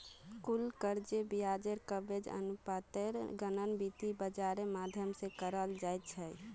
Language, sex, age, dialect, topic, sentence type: Magahi, female, 18-24, Northeastern/Surjapuri, banking, statement